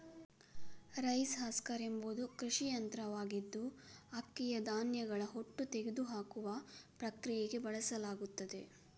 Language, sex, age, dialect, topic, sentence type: Kannada, female, 25-30, Coastal/Dakshin, agriculture, statement